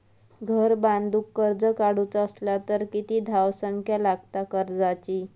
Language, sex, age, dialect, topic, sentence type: Marathi, female, 25-30, Southern Konkan, banking, question